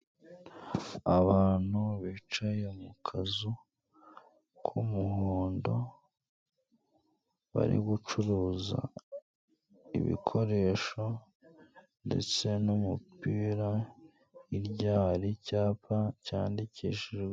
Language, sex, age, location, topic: Kinyarwanda, male, 18-24, Kigali, finance